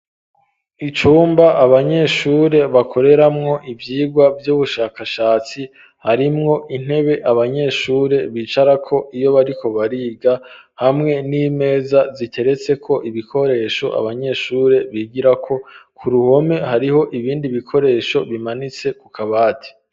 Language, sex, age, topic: Rundi, male, 25-35, education